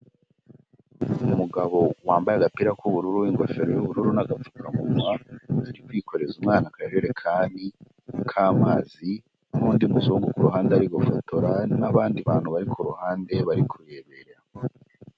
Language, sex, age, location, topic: Kinyarwanda, male, 18-24, Huye, health